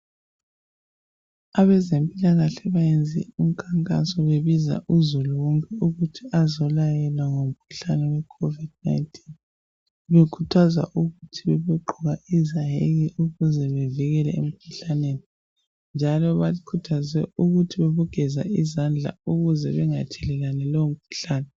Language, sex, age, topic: North Ndebele, female, 25-35, health